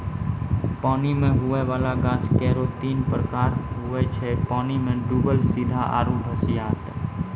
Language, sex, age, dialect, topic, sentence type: Maithili, male, 18-24, Angika, agriculture, statement